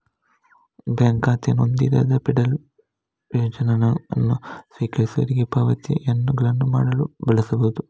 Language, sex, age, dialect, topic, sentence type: Kannada, male, 36-40, Coastal/Dakshin, banking, statement